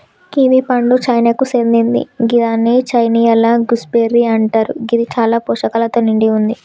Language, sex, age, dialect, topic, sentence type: Telugu, female, 18-24, Telangana, agriculture, statement